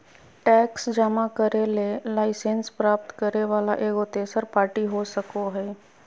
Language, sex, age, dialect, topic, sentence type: Magahi, female, 25-30, Southern, banking, statement